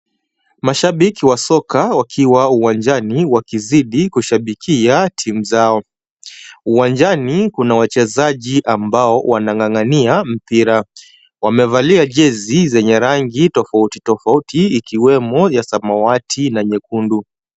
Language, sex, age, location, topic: Swahili, male, 25-35, Kisumu, government